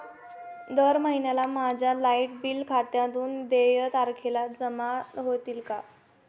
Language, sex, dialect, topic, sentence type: Marathi, female, Standard Marathi, banking, question